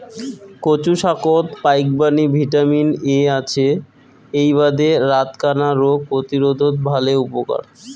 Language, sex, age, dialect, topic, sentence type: Bengali, male, 25-30, Rajbangshi, agriculture, statement